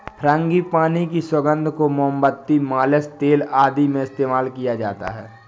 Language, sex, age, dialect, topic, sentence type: Hindi, male, 18-24, Awadhi Bundeli, agriculture, statement